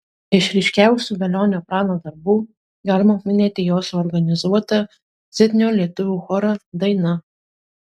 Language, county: Lithuanian, Marijampolė